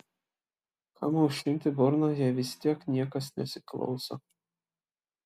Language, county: Lithuanian, Klaipėda